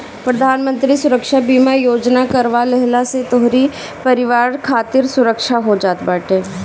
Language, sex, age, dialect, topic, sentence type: Bhojpuri, female, 31-35, Northern, banking, statement